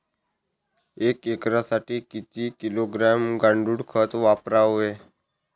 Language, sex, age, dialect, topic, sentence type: Marathi, male, 18-24, Northern Konkan, agriculture, question